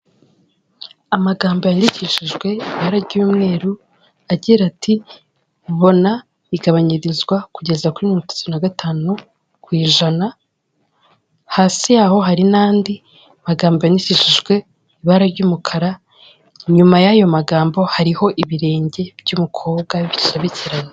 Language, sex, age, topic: Kinyarwanda, female, 18-24, finance